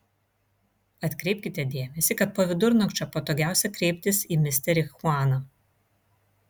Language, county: Lithuanian, Vilnius